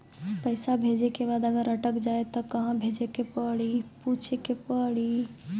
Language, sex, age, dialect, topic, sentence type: Maithili, female, 18-24, Angika, banking, question